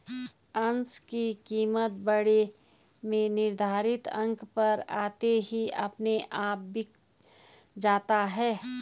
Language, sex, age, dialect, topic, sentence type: Hindi, female, 46-50, Garhwali, banking, statement